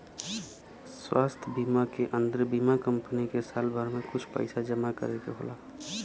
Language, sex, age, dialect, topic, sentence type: Bhojpuri, male, 25-30, Western, banking, statement